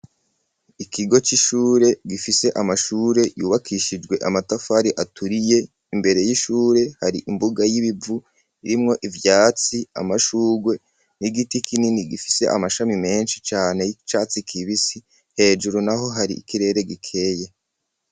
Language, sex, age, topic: Rundi, male, 36-49, education